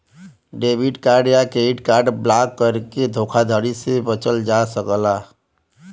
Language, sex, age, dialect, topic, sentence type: Bhojpuri, male, 25-30, Western, banking, statement